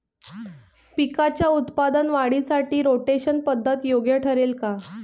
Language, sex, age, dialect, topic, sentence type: Marathi, female, 25-30, Northern Konkan, agriculture, question